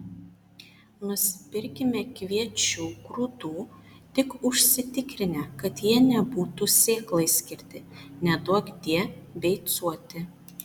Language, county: Lithuanian, Panevėžys